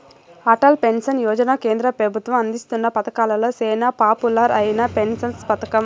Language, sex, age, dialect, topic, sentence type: Telugu, female, 51-55, Southern, banking, statement